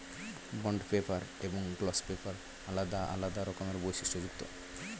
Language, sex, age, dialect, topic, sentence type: Bengali, male, 25-30, Standard Colloquial, agriculture, statement